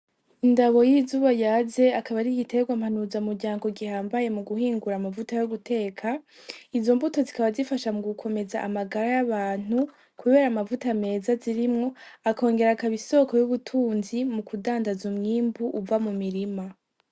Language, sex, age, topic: Rundi, female, 18-24, agriculture